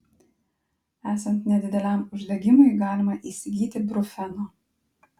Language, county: Lithuanian, Klaipėda